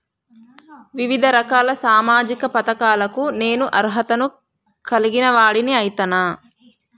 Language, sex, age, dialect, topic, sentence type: Telugu, female, 18-24, Telangana, banking, question